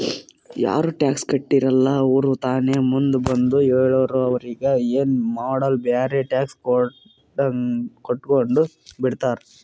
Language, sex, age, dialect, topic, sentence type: Kannada, male, 25-30, Northeastern, banking, statement